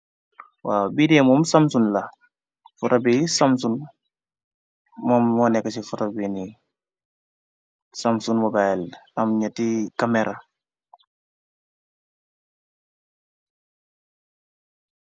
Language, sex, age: Wolof, male, 25-35